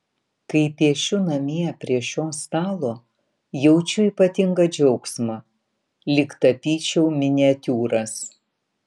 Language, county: Lithuanian, Vilnius